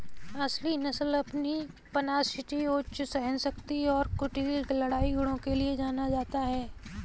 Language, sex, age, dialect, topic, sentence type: Hindi, female, 18-24, Kanauji Braj Bhasha, agriculture, statement